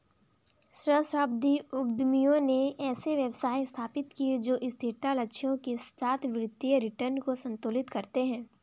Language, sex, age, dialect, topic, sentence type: Hindi, female, 18-24, Kanauji Braj Bhasha, banking, statement